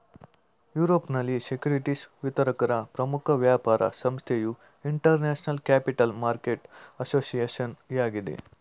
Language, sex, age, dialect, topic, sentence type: Kannada, male, 18-24, Mysore Kannada, banking, statement